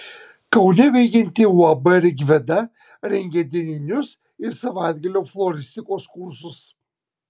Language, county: Lithuanian, Kaunas